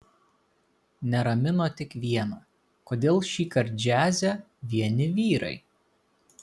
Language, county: Lithuanian, Kaunas